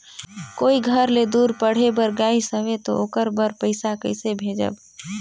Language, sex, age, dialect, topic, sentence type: Chhattisgarhi, female, 18-24, Northern/Bhandar, banking, question